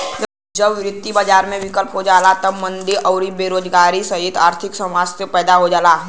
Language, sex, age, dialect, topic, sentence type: Bhojpuri, male, <18, Western, banking, statement